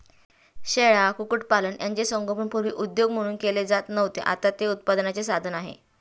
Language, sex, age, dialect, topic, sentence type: Marathi, female, 31-35, Standard Marathi, agriculture, statement